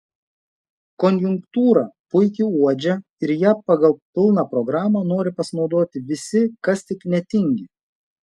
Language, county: Lithuanian, Šiauliai